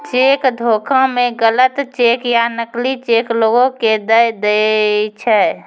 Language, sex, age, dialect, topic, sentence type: Maithili, female, 18-24, Angika, banking, statement